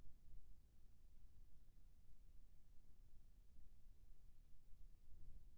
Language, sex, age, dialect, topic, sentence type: Chhattisgarhi, male, 56-60, Eastern, banking, question